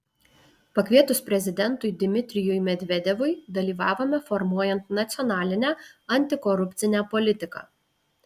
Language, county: Lithuanian, Alytus